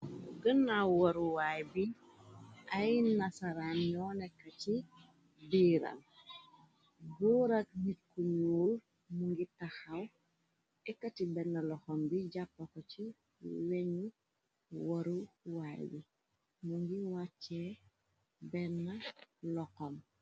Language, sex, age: Wolof, female, 36-49